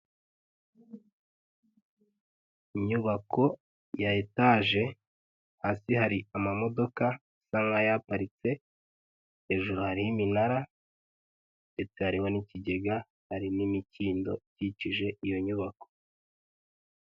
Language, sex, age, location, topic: Kinyarwanda, male, 18-24, Huye, health